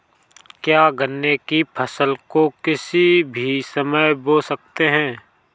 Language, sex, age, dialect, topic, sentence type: Hindi, male, 25-30, Awadhi Bundeli, agriculture, question